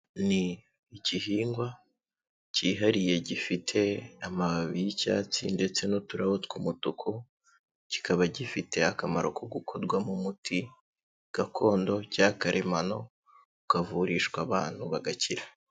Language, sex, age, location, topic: Kinyarwanda, male, 18-24, Kigali, health